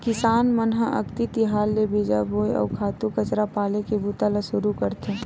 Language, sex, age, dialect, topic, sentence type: Chhattisgarhi, female, 18-24, Western/Budati/Khatahi, agriculture, statement